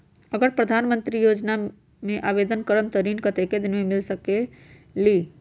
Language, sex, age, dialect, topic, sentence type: Magahi, female, 46-50, Western, banking, question